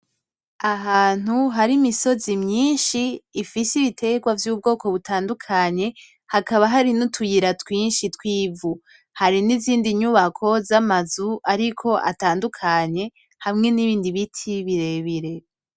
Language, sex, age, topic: Rundi, female, 18-24, agriculture